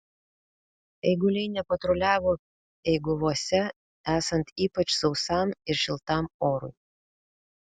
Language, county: Lithuanian, Vilnius